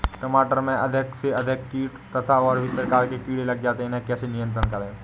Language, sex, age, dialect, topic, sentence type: Hindi, male, 18-24, Awadhi Bundeli, agriculture, question